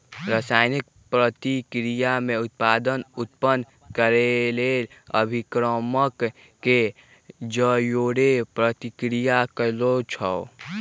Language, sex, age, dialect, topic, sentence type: Magahi, male, 18-24, Western, agriculture, statement